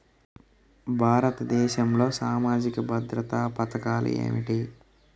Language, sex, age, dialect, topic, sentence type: Telugu, male, 36-40, Central/Coastal, banking, question